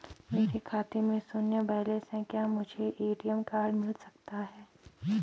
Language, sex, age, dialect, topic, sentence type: Hindi, female, 18-24, Garhwali, banking, question